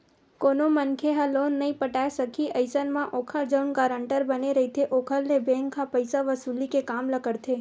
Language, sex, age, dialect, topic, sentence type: Chhattisgarhi, female, 18-24, Western/Budati/Khatahi, banking, statement